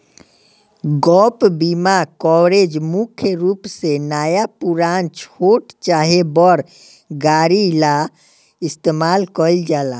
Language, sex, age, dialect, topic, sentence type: Bhojpuri, male, 18-24, Southern / Standard, banking, statement